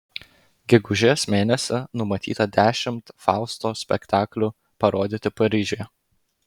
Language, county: Lithuanian, Klaipėda